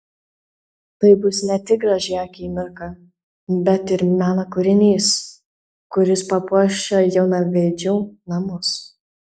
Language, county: Lithuanian, Panevėžys